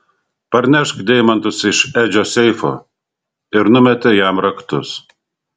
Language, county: Lithuanian, Šiauliai